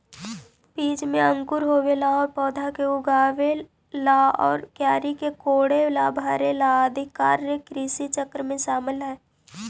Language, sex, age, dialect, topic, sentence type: Magahi, female, 18-24, Central/Standard, banking, statement